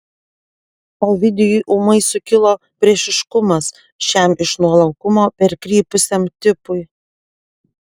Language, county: Lithuanian, Panevėžys